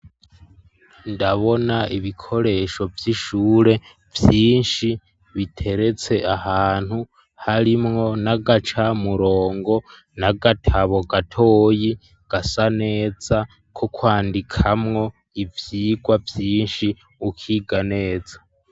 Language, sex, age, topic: Rundi, male, 18-24, education